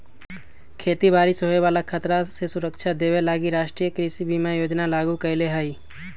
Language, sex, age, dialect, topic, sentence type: Magahi, male, 18-24, Western, agriculture, statement